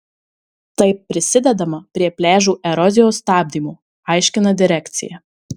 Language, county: Lithuanian, Marijampolė